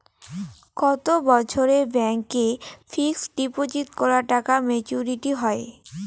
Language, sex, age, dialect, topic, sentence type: Bengali, female, 18-24, Rajbangshi, banking, question